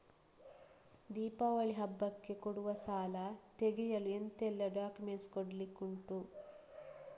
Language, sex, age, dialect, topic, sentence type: Kannada, female, 36-40, Coastal/Dakshin, banking, question